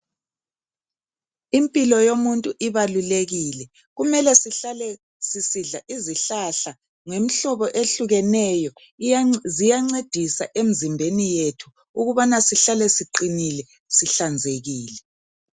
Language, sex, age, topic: North Ndebele, male, 50+, health